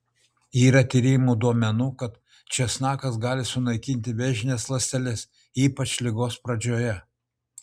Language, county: Lithuanian, Utena